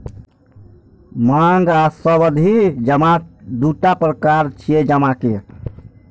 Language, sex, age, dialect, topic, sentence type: Maithili, male, 46-50, Eastern / Thethi, banking, statement